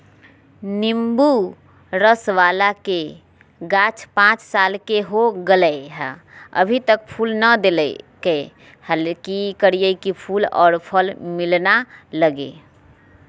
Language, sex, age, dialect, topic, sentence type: Magahi, female, 51-55, Southern, agriculture, question